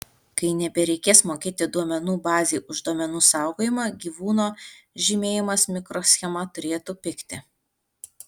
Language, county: Lithuanian, Alytus